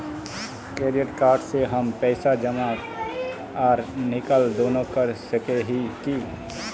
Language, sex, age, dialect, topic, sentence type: Magahi, male, 31-35, Northeastern/Surjapuri, banking, question